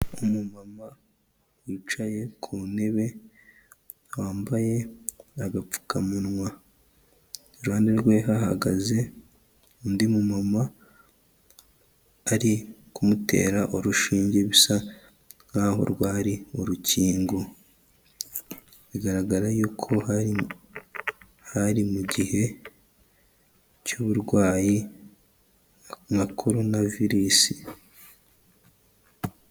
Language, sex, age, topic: Kinyarwanda, male, 18-24, health